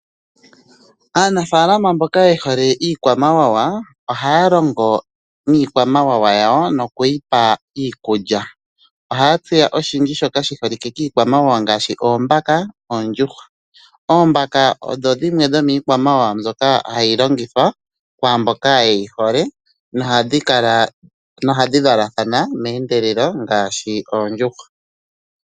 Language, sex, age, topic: Oshiwambo, male, 25-35, agriculture